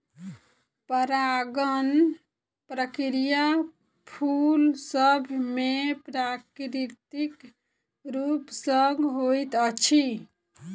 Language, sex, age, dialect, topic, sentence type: Maithili, female, 25-30, Southern/Standard, agriculture, statement